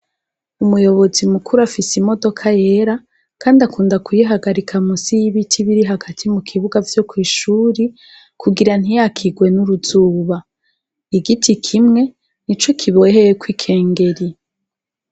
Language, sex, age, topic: Rundi, female, 25-35, education